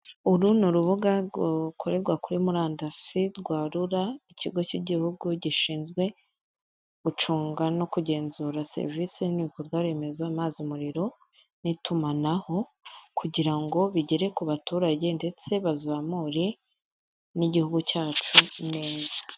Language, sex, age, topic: Kinyarwanda, female, 25-35, government